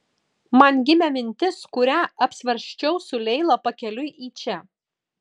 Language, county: Lithuanian, Kaunas